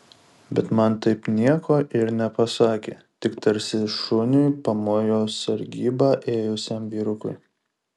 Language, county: Lithuanian, Šiauliai